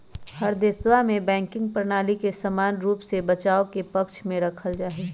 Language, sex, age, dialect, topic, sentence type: Magahi, female, 25-30, Western, banking, statement